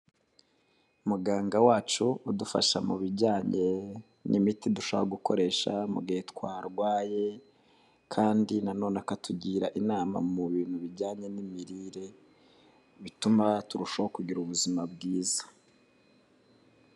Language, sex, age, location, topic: Kinyarwanda, male, 25-35, Kigali, health